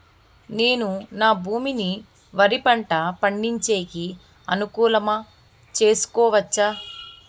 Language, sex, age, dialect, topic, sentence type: Telugu, female, 18-24, Southern, agriculture, question